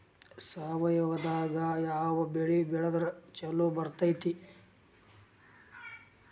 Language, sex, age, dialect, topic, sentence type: Kannada, male, 46-50, Dharwad Kannada, agriculture, question